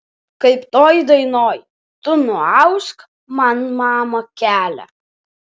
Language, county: Lithuanian, Alytus